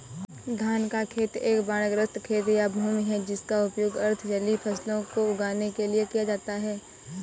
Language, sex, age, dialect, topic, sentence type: Hindi, female, 18-24, Awadhi Bundeli, agriculture, statement